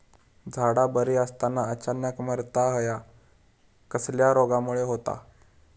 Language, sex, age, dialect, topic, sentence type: Marathi, male, 18-24, Southern Konkan, agriculture, question